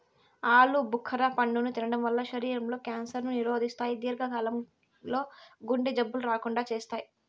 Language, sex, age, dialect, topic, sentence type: Telugu, female, 56-60, Southern, agriculture, statement